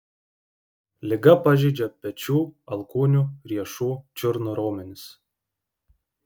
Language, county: Lithuanian, Vilnius